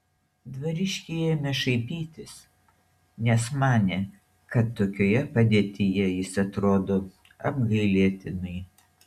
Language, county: Lithuanian, Šiauliai